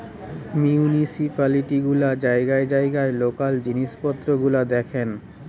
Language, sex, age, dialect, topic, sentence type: Bengali, male, 31-35, Western, banking, statement